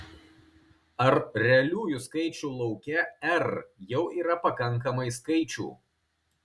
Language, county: Lithuanian, Kaunas